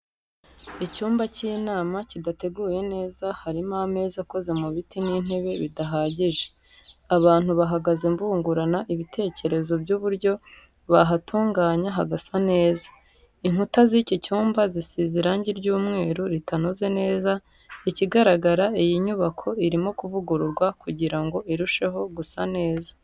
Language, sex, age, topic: Kinyarwanda, female, 18-24, education